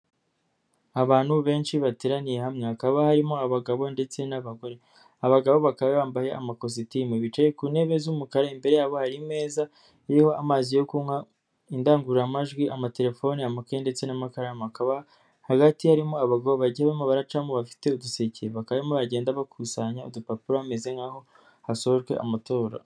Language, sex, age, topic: Kinyarwanda, male, 25-35, government